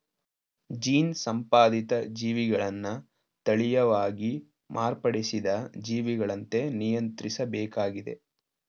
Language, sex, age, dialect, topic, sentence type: Kannada, male, 18-24, Mysore Kannada, agriculture, statement